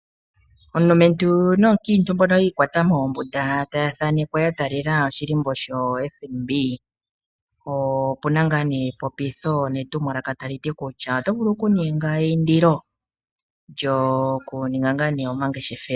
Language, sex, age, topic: Oshiwambo, female, 36-49, finance